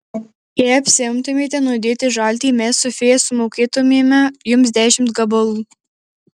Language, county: Lithuanian, Marijampolė